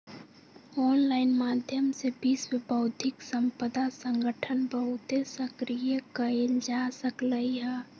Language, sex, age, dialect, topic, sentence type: Magahi, female, 41-45, Western, banking, statement